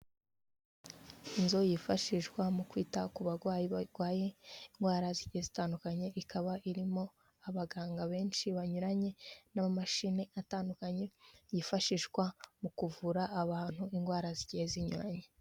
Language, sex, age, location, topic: Kinyarwanda, female, 18-24, Kigali, health